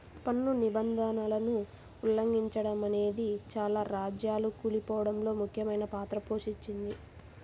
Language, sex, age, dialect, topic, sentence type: Telugu, female, 18-24, Central/Coastal, banking, statement